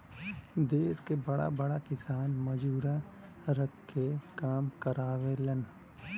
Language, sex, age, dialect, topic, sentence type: Bhojpuri, male, 31-35, Western, agriculture, statement